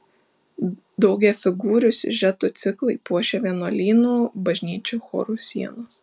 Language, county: Lithuanian, Šiauliai